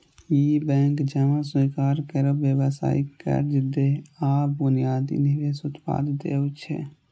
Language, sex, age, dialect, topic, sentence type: Maithili, male, 18-24, Eastern / Thethi, banking, statement